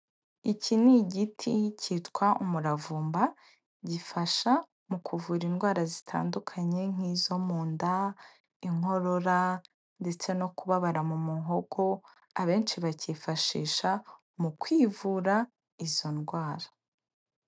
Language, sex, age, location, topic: Kinyarwanda, female, 18-24, Kigali, health